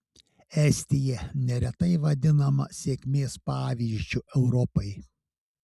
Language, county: Lithuanian, Šiauliai